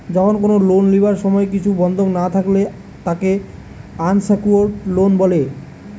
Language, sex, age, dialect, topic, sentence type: Bengali, male, 18-24, Western, banking, statement